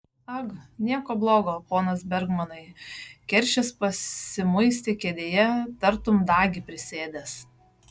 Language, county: Lithuanian, Šiauliai